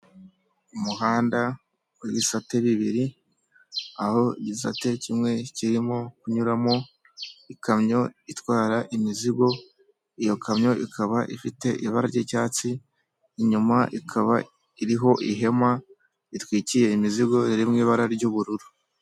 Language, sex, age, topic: Kinyarwanda, male, 25-35, government